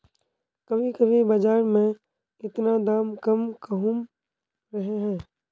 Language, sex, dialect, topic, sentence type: Magahi, female, Northeastern/Surjapuri, agriculture, question